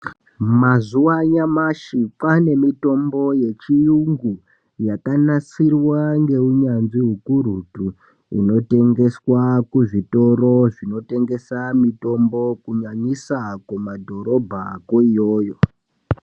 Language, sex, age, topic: Ndau, male, 18-24, health